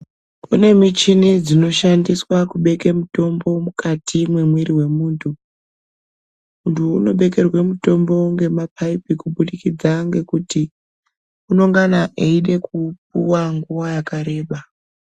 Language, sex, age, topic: Ndau, female, 36-49, health